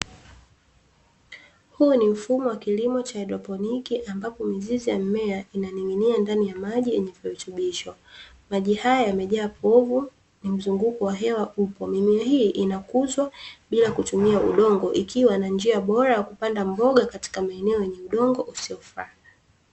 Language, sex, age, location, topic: Swahili, female, 25-35, Dar es Salaam, agriculture